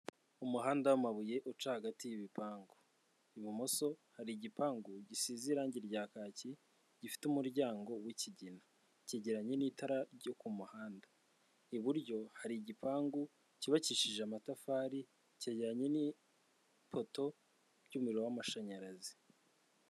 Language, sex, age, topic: Kinyarwanda, male, 25-35, government